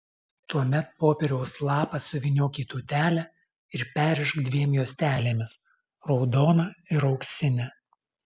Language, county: Lithuanian, Alytus